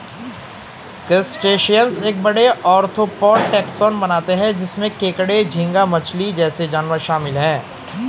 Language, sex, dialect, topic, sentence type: Hindi, male, Hindustani Malvi Khadi Boli, agriculture, statement